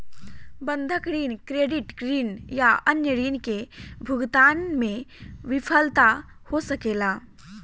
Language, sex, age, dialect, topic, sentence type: Bhojpuri, female, 18-24, Southern / Standard, banking, statement